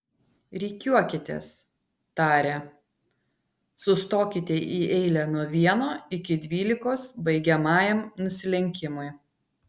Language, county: Lithuanian, Vilnius